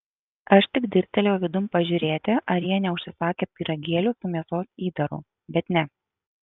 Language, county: Lithuanian, Kaunas